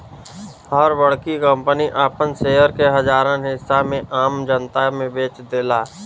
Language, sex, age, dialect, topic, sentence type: Bhojpuri, male, 25-30, Western, banking, statement